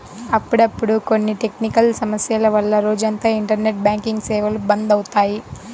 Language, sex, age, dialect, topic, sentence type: Telugu, female, 18-24, Central/Coastal, banking, statement